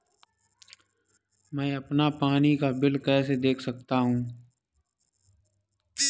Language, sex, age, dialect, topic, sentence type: Hindi, male, 51-55, Kanauji Braj Bhasha, banking, question